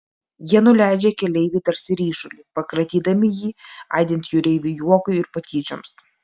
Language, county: Lithuanian, Klaipėda